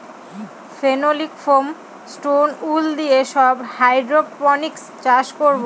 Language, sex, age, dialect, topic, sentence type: Bengali, female, 31-35, Northern/Varendri, agriculture, statement